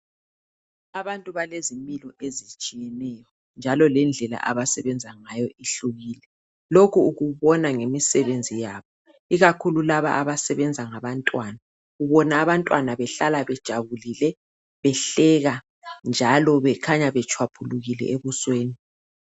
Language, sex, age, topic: North Ndebele, male, 36-49, health